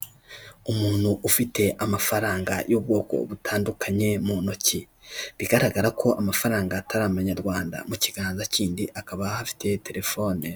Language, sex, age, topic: Kinyarwanda, male, 18-24, finance